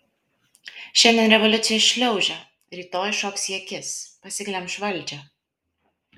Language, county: Lithuanian, Kaunas